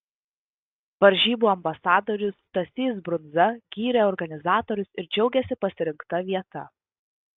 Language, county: Lithuanian, Vilnius